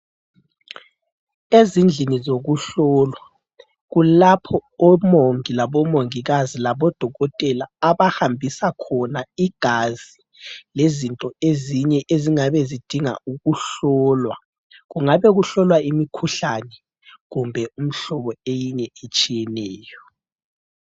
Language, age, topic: North Ndebele, 25-35, health